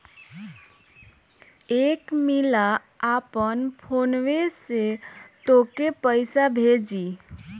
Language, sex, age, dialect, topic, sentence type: Bhojpuri, male, 31-35, Northern, banking, statement